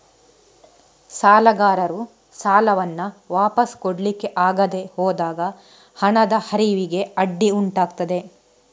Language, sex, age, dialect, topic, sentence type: Kannada, female, 31-35, Coastal/Dakshin, banking, statement